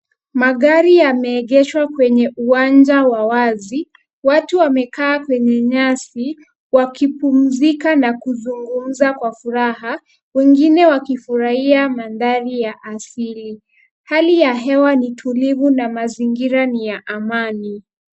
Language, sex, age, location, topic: Swahili, female, 25-35, Kisumu, finance